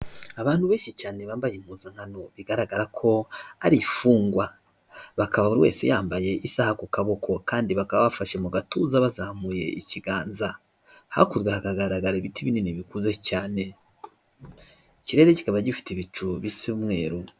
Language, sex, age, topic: Kinyarwanda, male, 25-35, government